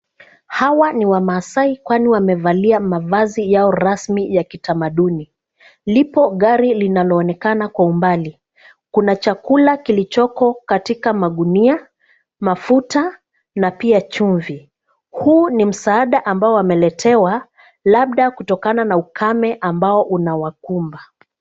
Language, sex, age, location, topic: Swahili, female, 36-49, Nairobi, health